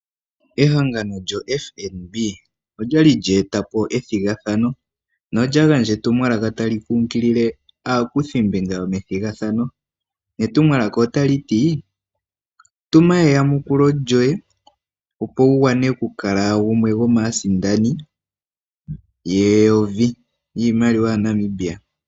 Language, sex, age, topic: Oshiwambo, male, 18-24, finance